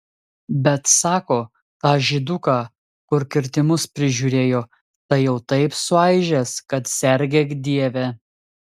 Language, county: Lithuanian, Telšiai